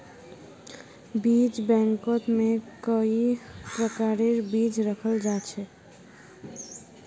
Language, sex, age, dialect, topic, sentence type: Magahi, female, 51-55, Northeastern/Surjapuri, agriculture, statement